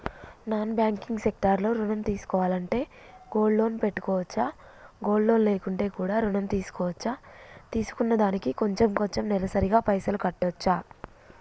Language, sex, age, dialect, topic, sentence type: Telugu, female, 25-30, Telangana, banking, question